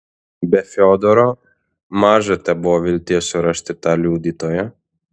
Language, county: Lithuanian, Alytus